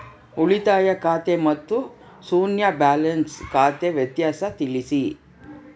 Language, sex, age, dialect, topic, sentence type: Kannada, female, 31-35, Central, banking, question